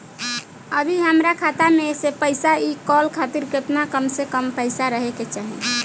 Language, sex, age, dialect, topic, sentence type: Bhojpuri, female, 25-30, Southern / Standard, banking, question